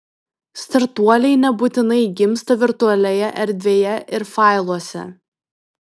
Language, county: Lithuanian, Vilnius